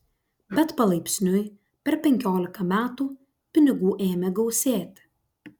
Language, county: Lithuanian, Klaipėda